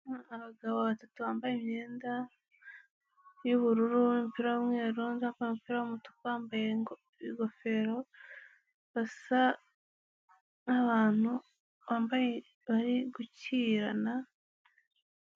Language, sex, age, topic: Kinyarwanda, female, 18-24, health